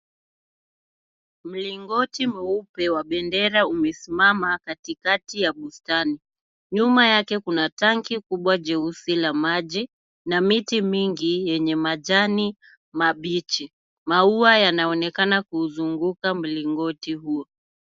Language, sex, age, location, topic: Swahili, female, 18-24, Kisumu, education